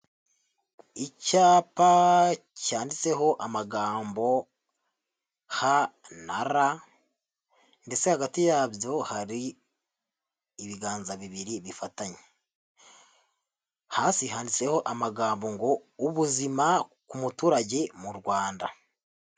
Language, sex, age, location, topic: Kinyarwanda, male, 50+, Huye, health